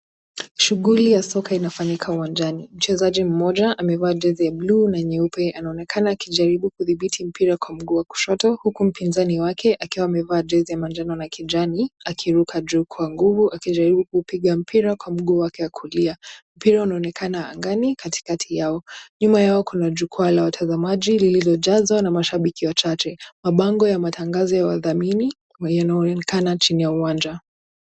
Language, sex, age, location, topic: Swahili, female, 18-24, Nakuru, government